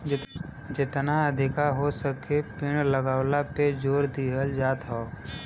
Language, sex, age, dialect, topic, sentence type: Bhojpuri, female, 18-24, Western, agriculture, statement